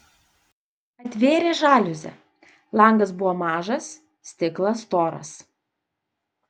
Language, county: Lithuanian, Vilnius